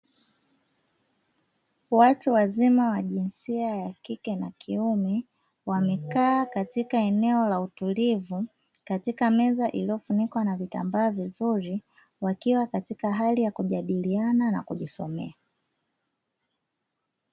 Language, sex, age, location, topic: Swahili, female, 25-35, Dar es Salaam, education